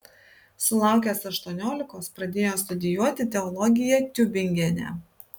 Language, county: Lithuanian, Kaunas